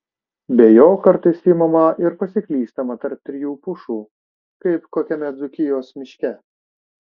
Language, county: Lithuanian, Šiauliai